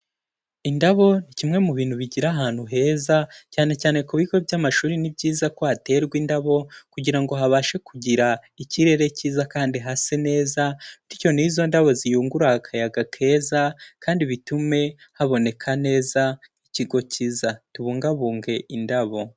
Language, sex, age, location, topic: Kinyarwanda, male, 18-24, Kigali, agriculture